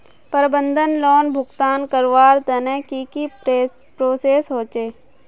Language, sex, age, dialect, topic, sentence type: Magahi, female, 18-24, Northeastern/Surjapuri, banking, question